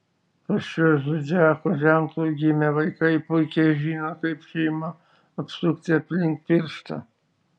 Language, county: Lithuanian, Šiauliai